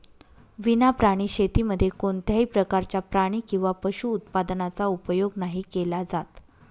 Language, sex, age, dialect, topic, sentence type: Marathi, female, 25-30, Northern Konkan, agriculture, statement